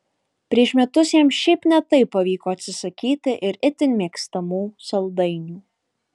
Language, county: Lithuanian, Alytus